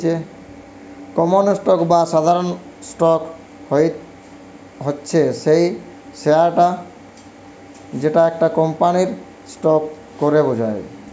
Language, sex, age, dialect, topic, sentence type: Bengali, male, 18-24, Western, banking, statement